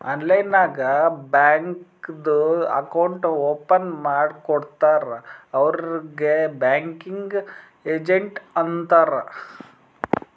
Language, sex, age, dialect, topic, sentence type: Kannada, male, 31-35, Northeastern, banking, statement